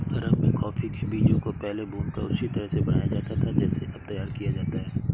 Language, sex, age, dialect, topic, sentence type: Hindi, male, 56-60, Awadhi Bundeli, agriculture, statement